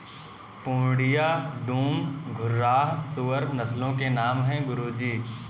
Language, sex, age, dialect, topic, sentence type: Hindi, male, 18-24, Kanauji Braj Bhasha, agriculture, statement